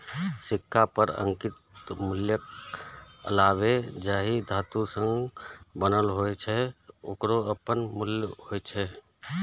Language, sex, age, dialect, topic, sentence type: Maithili, male, 36-40, Eastern / Thethi, banking, statement